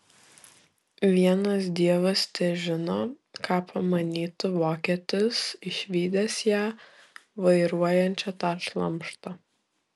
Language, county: Lithuanian, Šiauliai